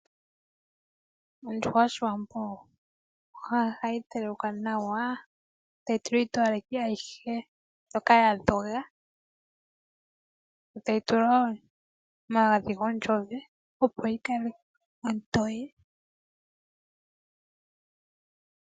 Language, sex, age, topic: Oshiwambo, female, 18-24, agriculture